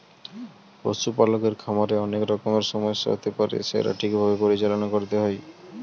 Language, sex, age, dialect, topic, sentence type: Bengali, male, 18-24, Standard Colloquial, agriculture, statement